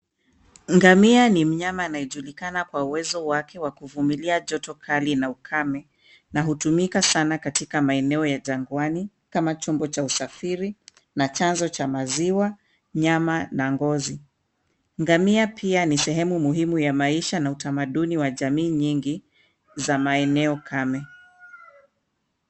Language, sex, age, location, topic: Swahili, female, 36-49, Kisumu, health